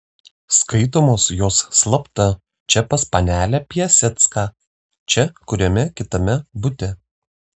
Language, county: Lithuanian, Vilnius